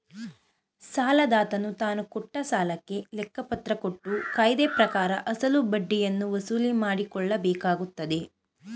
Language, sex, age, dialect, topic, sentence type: Kannada, female, 31-35, Mysore Kannada, banking, statement